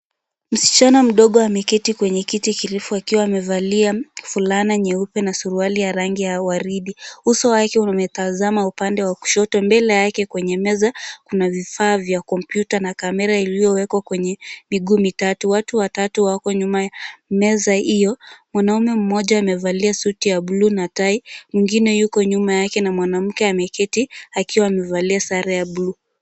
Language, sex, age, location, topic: Swahili, female, 18-24, Kisumu, government